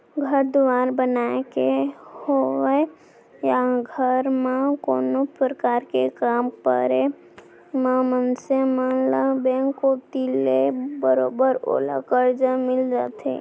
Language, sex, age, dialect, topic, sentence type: Chhattisgarhi, female, 18-24, Central, banking, statement